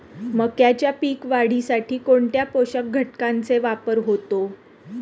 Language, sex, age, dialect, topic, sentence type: Marathi, female, 31-35, Standard Marathi, agriculture, question